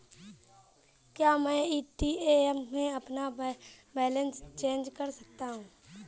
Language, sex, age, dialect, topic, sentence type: Hindi, male, 18-24, Marwari Dhudhari, banking, question